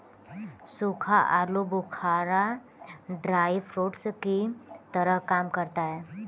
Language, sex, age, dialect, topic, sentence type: Hindi, male, 18-24, Kanauji Braj Bhasha, agriculture, statement